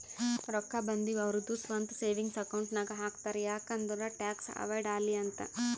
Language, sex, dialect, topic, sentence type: Kannada, female, Northeastern, banking, statement